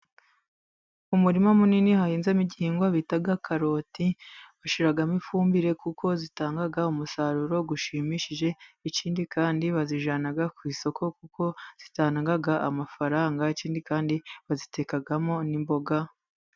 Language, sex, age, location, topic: Kinyarwanda, female, 25-35, Musanze, agriculture